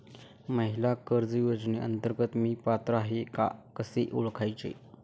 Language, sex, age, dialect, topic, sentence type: Marathi, male, 18-24, Standard Marathi, banking, question